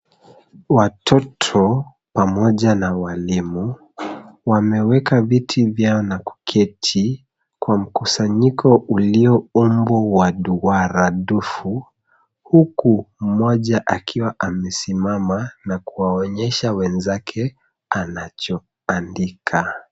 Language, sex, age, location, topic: Swahili, male, 36-49, Nairobi, education